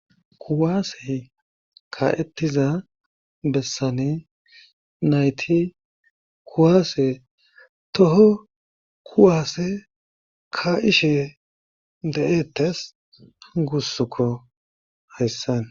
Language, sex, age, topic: Gamo, male, 36-49, government